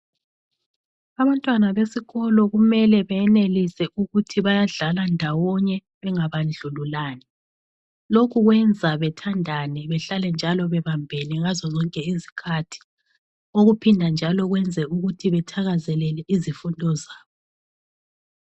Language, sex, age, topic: North Ndebele, female, 36-49, education